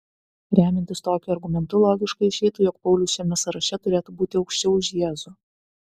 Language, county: Lithuanian, Vilnius